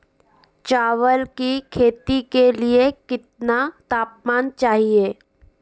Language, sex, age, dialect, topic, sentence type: Hindi, female, 18-24, Marwari Dhudhari, agriculture, question